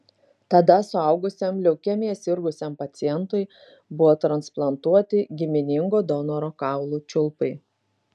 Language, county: Lithuanian, Šiauliai